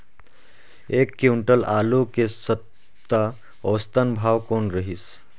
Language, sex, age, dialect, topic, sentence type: Chhattisgarhi, male, 31-35, Northern/Bhandar, agriculture, question